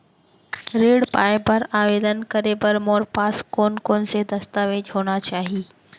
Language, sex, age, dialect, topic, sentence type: Chhattisgarhi, female, 31-35, Central, banking, question